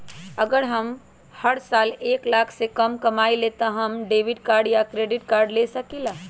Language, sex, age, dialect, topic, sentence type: Magahi, female, 25-30, Western, banking, question